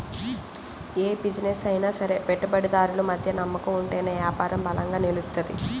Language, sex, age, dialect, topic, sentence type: Telugu, female, 18-24, Central/Coastal, banking, statement